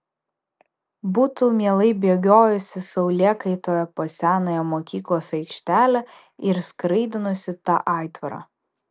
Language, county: Lithuanian, Vilnius